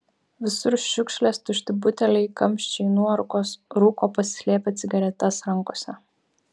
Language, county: Lithuanian, Vilnius